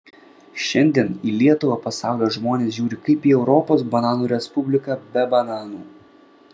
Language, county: Lithuanian, Vilnius